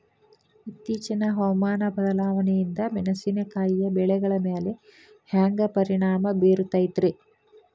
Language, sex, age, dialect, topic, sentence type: Kannada, female, 31-35, Dharwad Kannada, agriculture, question